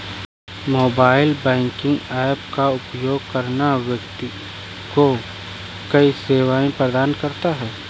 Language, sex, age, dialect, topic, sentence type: Hindi, male, 18-24, Awadhi Bundeli, banking, statement